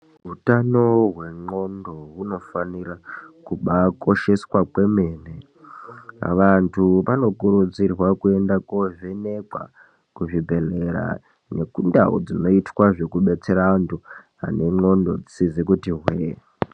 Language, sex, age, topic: Ndau, male, 18-24, health